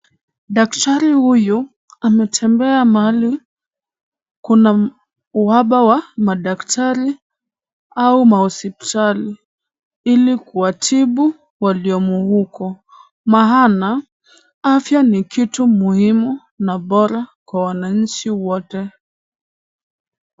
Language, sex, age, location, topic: Swahili, male, 18-24, Kisumu, health